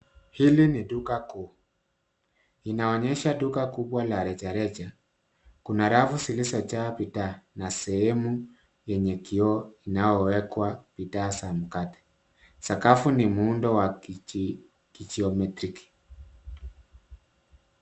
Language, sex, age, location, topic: Swahili, male, 36-49, Nairobi, finance